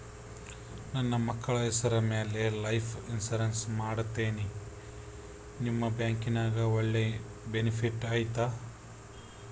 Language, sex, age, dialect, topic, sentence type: Kannada, male, 25-30, Central, banking, question